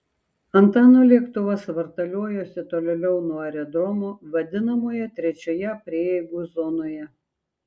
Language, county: Lithuanian, Šiauliai